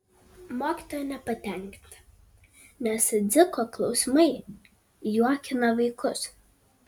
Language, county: Lithuanian, Kaunas